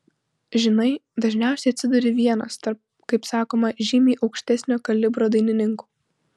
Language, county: Lithuanian, Utena